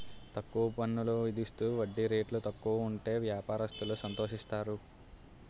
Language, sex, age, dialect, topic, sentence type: Telugu, male, 18-24, Utterandhra, banking, statement